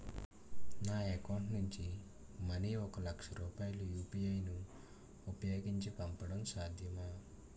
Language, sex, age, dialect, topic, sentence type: Telugu, male, 18-24, Utterandhra, banking, question